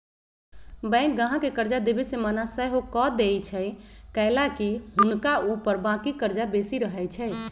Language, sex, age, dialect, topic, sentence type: Magahi, female, 36-40, Western, banking, statement